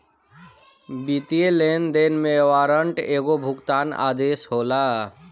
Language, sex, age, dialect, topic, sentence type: Bhojpuri, female, 25-30, Northern, banking, statement